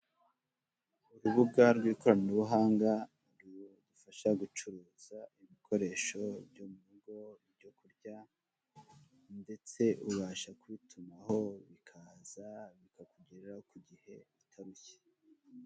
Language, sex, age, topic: Kinyarwanda, male, 36-49, finance